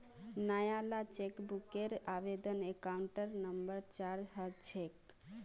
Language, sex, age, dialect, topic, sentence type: Magahi, female, 18-24, Northeastern/Surjapuri, banking, statement